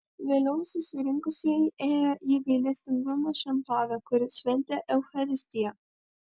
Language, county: Lithuanian, Vilnius